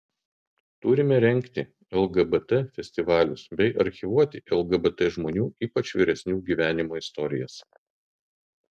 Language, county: Lithuanian, Kaunas